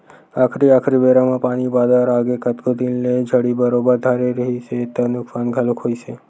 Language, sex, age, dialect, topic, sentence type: Chhattisgarhi, male, 51-55, Western/Budati/Khatahi, agriculture, statement